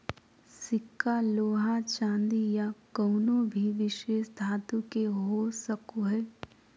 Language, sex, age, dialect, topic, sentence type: Magahi, female, 18-24, Southern, banking, statement